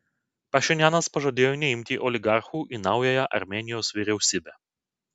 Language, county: Lithuanian, Vilnius